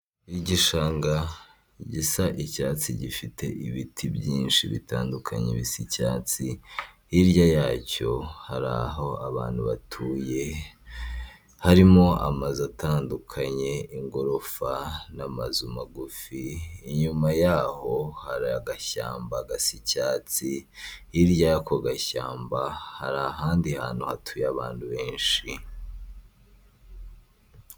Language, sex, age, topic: Kinyarwanda, male, 25-35, government